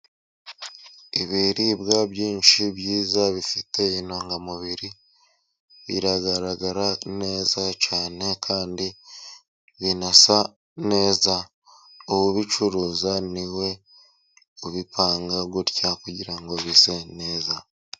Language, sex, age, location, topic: Kinyarwanda, male, 25-35, Musanze, agriculture